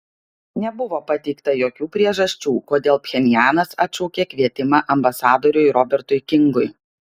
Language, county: Lithuanian, Klaipėda